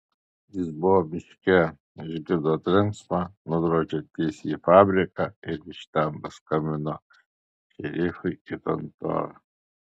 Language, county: Lithuanian, Alytus